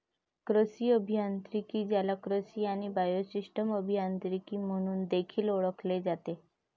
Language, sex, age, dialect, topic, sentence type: Marathi, female, 18-24, Varhadi, agriculture, statement